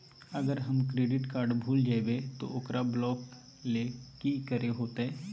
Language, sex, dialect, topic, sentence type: Magahi, male, Southern, banking, question